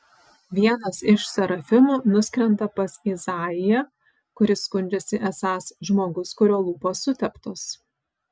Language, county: Lithuanian, Vilnius